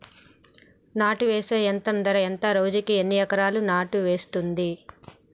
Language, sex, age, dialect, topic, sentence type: Telugu, male, 31-35, Telangana, agriculture, question